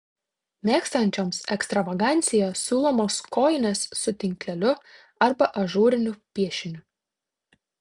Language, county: Lithuanian, Tauragė